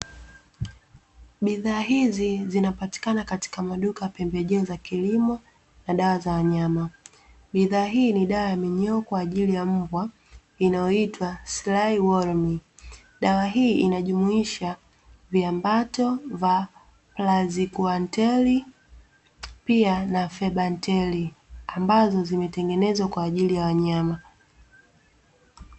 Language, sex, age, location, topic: Swahili, female, 25-35, Dar es Salaam, agriculture